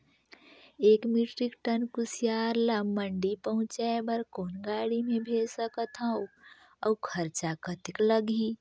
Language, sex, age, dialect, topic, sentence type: Chhattisgarhi, female, 18-24, Northern/Bhandar, agriculture, question